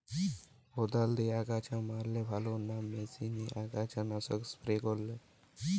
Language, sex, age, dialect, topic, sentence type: Bengali, male, 18-24, Western, agriculture, question